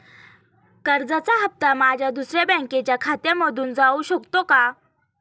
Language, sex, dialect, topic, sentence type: Marathi, female, Standard Marathi, banking, question